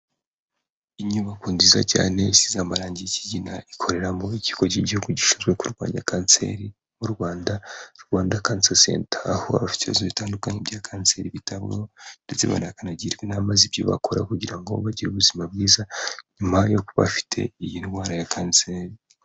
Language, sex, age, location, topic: Kinyarwanda, male, 18-24, Kigali, health